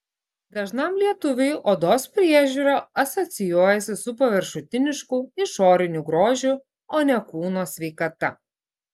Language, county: Lithuanian, Klaipėda